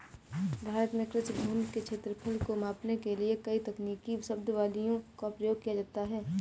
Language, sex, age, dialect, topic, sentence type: Hindi, female, 25-30, Awadhi Bundeli, agriculture, statement